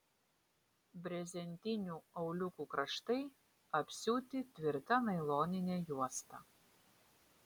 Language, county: Lithuanian, Vilnius